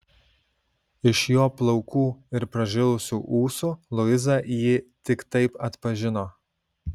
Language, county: Lithuanian, Šiauliai